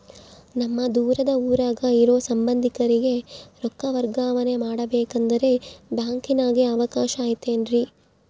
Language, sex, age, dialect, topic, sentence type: Kannada, female, 25-30, Central, banking, question